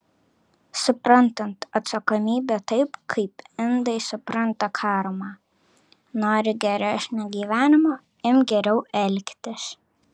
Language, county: Lithuanian, Kaunas